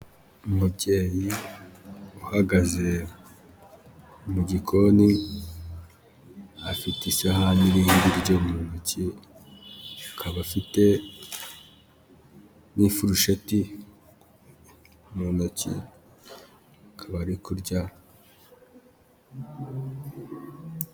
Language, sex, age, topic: Kinyarwanda, male, 25-35, health